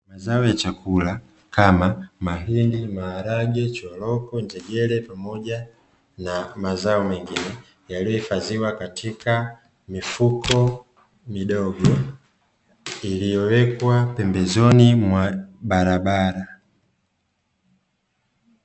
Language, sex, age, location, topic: Swahili, male, 25-35, Dar es Salaam, agriculture